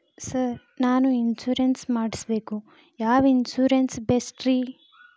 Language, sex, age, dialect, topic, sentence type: Kannada, female, 18-24, Dharwad Kannada, banking, question